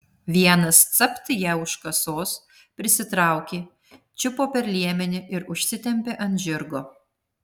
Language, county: Lithuanian, Vilnius